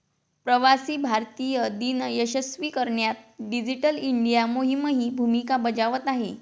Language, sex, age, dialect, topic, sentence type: Marathi, female, 25-30, Varhadi, banking, statement